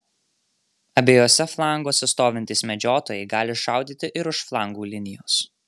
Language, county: Lithuanian, Marijampolė